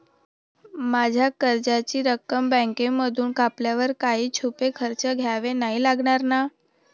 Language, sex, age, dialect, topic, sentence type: Marathi, female, 18-24, Standard Marathi, banking, question